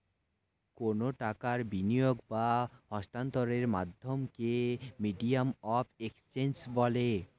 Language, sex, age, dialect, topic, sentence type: Bengali, male, 18-24, Standard Colloquial, banking, statement